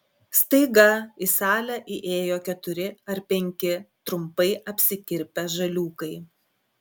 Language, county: Lithuanian, Klaipėda